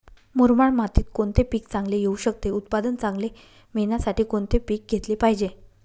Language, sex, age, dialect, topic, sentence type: Marathi, female, 25-30, Northern Konkan, agriculture, question